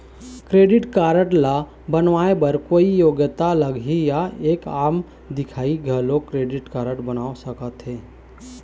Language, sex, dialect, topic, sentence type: Chhattisgarhi, male, Eastern, banking, question